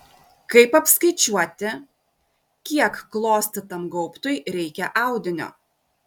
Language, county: Lithuanian, Šiauliai